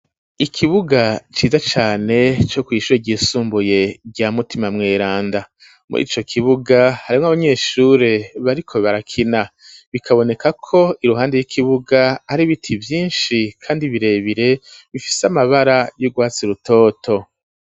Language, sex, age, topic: Rundi, male, 36-49, education